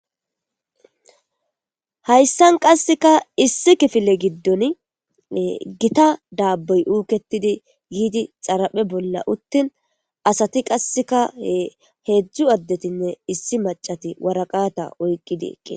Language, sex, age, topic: Gamo, male, 18-24, government